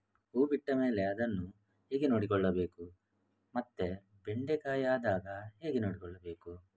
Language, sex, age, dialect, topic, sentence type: Kannada, male, 25-30, Coastal/Dakshin, agriculture, question